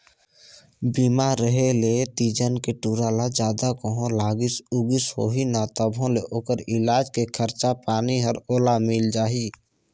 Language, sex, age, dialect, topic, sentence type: Chhattisgarhi, male, 18-24, Northern/Bhandar, banking, statement